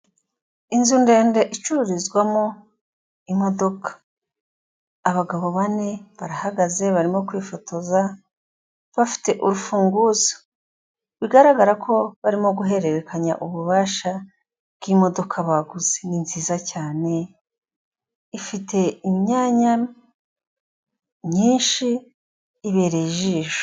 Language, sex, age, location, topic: Kinyarwanda, female, 36-49, Kigali, finance